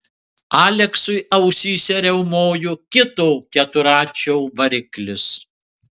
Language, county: Lithuanian, Marijampolė